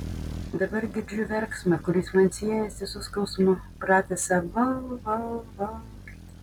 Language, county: Lithuanian, Panevėžys